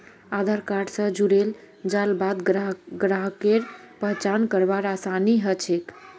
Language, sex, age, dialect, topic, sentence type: Magahi, female, 36-40, Northeastern/Surjapuri, banking, statement